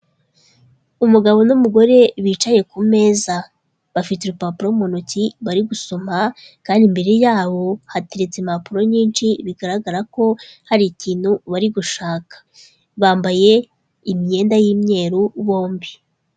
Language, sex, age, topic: Kinyarwanda, female, 25-35, health